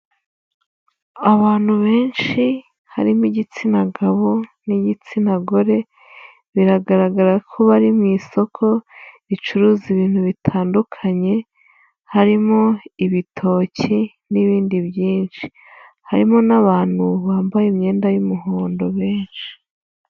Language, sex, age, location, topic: Kinyarwanda, female, 25-35, Huye, finance